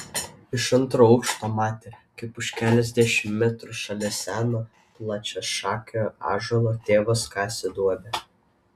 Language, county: Lithuanian, Vilnius